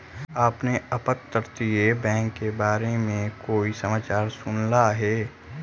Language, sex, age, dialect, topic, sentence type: Magahi, male, 18-24, Central/Standard, banking, statement